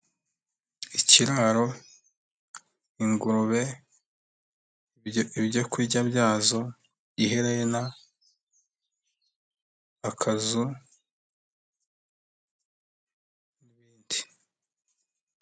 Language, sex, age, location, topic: Kinyarwanda, male, 25-35, Nyagatare, agriculture